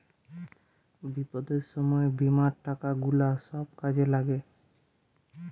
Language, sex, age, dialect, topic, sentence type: Bengali, male, 18-24, Western, banking, statement